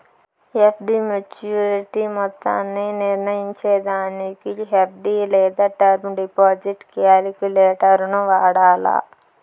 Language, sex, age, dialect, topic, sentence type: Telugu, female, 25-30, Southern, banking, statement